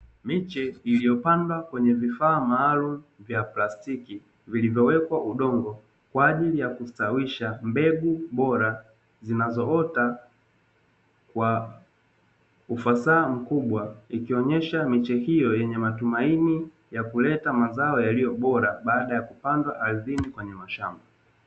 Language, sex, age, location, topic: Swahili, male, 18-24, Dar es Salaam, agriculture